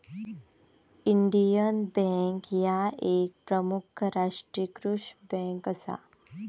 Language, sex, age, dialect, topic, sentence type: Marathi, female, 18-24, Southern Konkan, banking, statement